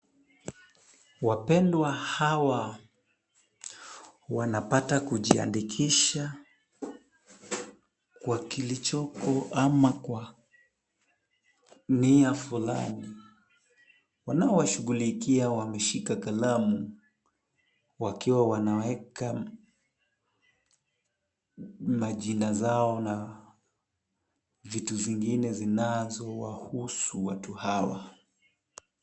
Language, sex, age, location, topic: Swahili, male, 18-24, Kisumu, government